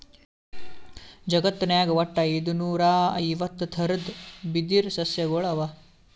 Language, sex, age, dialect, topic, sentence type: Kannada, male, 18-24, Northeastern, agriculture, statement